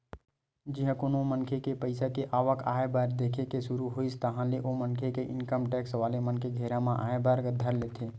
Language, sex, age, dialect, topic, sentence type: Chhattisgarhi, male, 18-24, Western/Budati/Khatahi, banking, statement